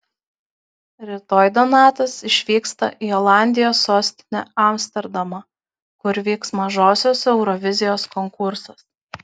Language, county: Lithuanian, Kaunas